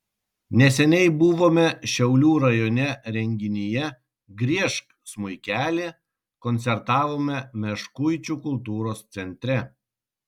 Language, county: Lithuanian, Kaunas